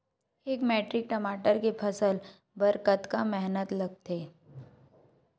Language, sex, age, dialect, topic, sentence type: Chhattisgarhi, male, 18-24, Western/Budati/Khatahi, agriculture, question